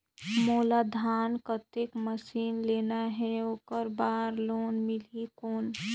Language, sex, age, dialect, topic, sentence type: Chhattisgarhi, female, 25-30, Northern/Bhandar, agriculture, question